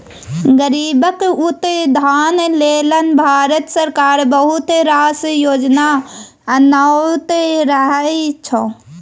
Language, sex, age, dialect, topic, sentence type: Maithili, female, 25-30, Bajjika, banking, statement